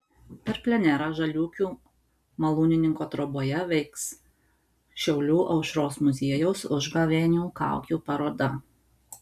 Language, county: Lithuanian, Alytus